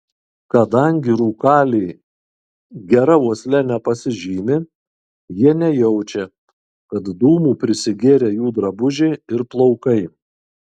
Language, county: Lithuanian, Kaunas